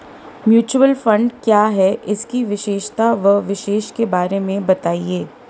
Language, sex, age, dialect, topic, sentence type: Hindi, female, 31-35, Marwari Dhudhari, banking, question